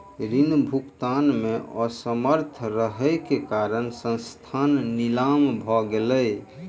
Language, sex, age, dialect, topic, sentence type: Maithili, male, 31-35, Southern/Standard, banking, statement